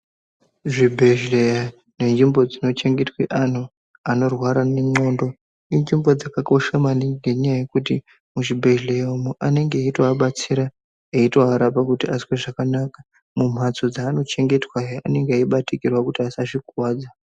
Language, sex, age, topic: Ndau, female, 36-49, health